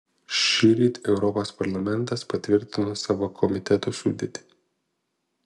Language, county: Lithuanian, Panevėžys